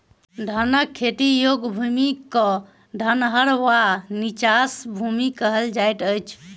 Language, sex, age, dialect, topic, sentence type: Maithili, male, 18-24, Southern/Standard, agriculture, statement